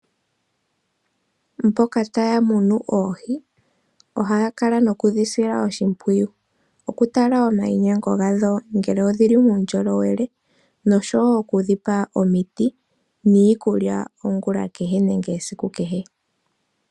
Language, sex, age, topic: Oshiwambo, female, 25-35, agriculture